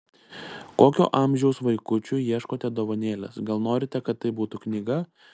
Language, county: Lithuanian, Klaipėda